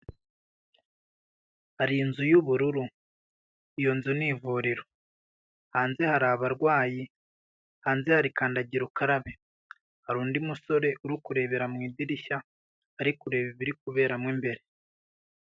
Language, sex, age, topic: Kinyarwanda, male, 25-35, government